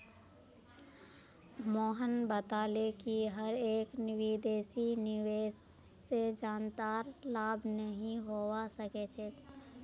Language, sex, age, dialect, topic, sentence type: Magahi, female, 56-60, Northeastern/Surjapuri, banking, statement